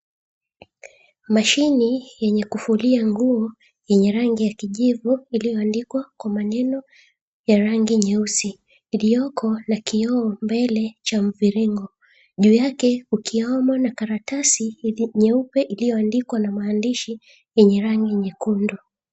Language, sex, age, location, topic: Swahili, female, 25-35, Mombasa, government